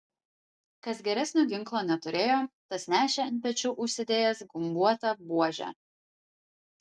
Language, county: Lithuanian, Vilnius